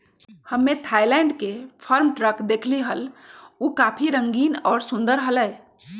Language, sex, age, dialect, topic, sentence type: Magahi, female, 46-50, Western, agriculture, statement